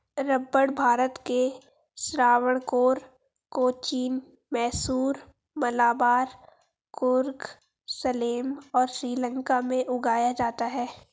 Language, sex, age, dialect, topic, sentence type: Hindi, female, 18-24, Hindustani Malvi Khadi Boli, agriculture, statement